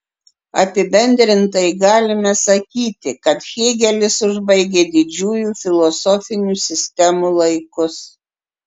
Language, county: Lithuanian, Klaipėda